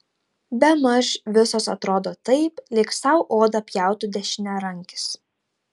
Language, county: Lithuanian, Tauragė